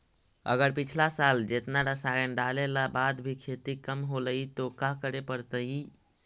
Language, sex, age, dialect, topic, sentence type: Magahi, male, 56-60, Central/Standard, agriculture, question